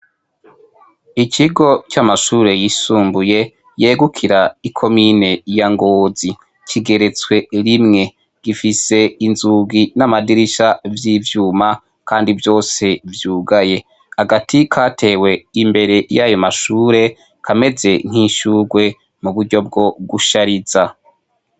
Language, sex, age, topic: Rundi, male, 25-35, education